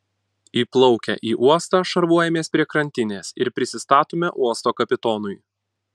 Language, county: Lithuanian, Panevėžys